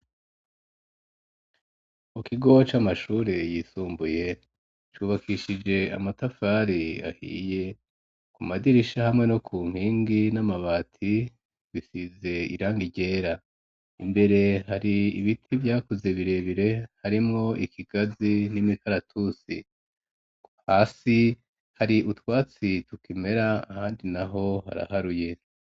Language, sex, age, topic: Rundi, female, 25-35, education